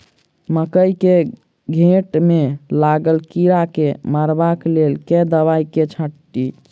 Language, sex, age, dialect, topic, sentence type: Maithili, male, 46-50, Southern/Standard, agriculture, question